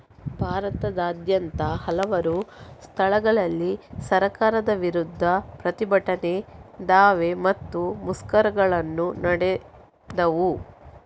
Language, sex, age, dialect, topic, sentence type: Kannada, female, 25-30, Coastal/Dakshin, banking, statement